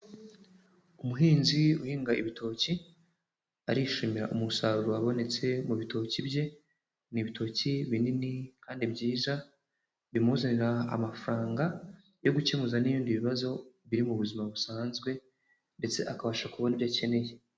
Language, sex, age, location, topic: Kinyarwanda, male, 18-24, Huye, agriculture